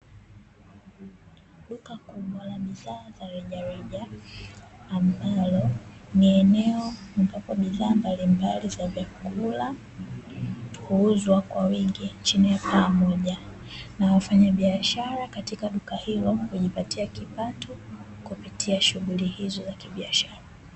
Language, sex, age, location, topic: Swahili, female, 18-24, Dar es Salaam, finance